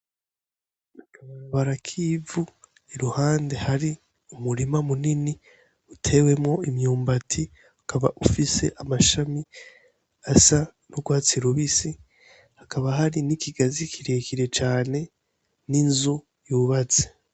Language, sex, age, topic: Rundi, female, 18-24, agriculture